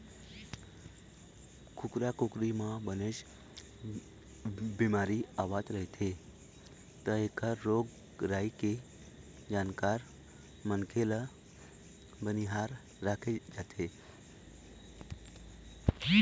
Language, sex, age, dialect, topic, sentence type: Chhattisgarhi, male, 25-30, Eastern, agriculture, statement